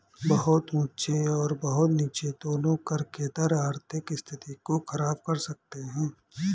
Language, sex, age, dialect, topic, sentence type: Hindi, male, 25-30, Awadhi Bundeli, banking, statement